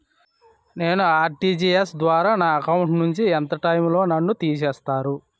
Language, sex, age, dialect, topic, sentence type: Telugu, male, 36-40, Utterandhra, banking, question